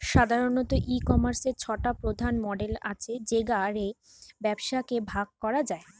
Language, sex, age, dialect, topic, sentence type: Bengali, female, 25-30, Western, agriculture, statement